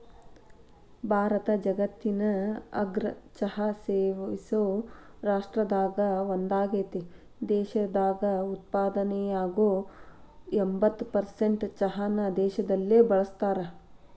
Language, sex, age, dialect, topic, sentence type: Kannada, female, 36-40, Dharwad Kannada, agriculture, statement